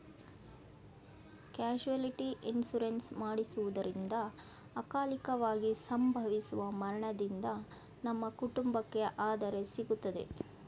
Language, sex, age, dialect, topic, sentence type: Kannada, female, 41-45, Mysore Kannada, banking, statement